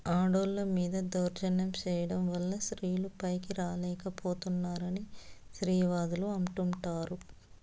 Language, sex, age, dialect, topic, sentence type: Telugu, female, 25-30, Southern, banking, statement